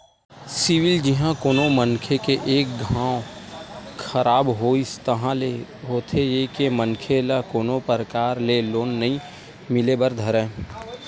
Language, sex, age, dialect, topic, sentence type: Chhattisgarhi, male, 18-24, Western/Budati/Khatahi, banking, statement